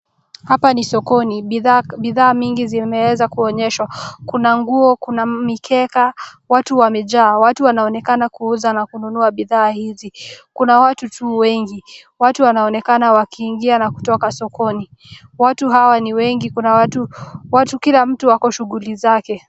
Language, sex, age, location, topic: Swahili, female, 18-24, Nakuru, finance